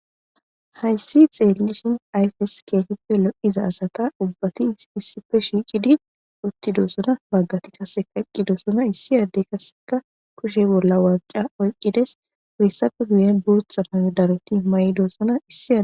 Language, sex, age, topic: Gamo, female, 18-24, government